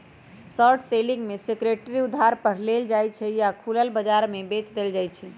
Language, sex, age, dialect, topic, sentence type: Magahi, female, 31-35, Western, banking, statement